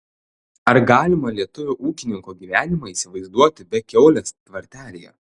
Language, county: Lithuanian, Telšiai